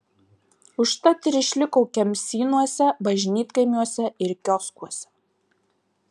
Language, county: Lithuanian, Marijampolė